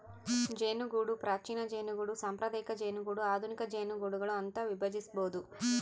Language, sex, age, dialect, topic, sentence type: Kannada, female, 31-35, Central, agriculture, statement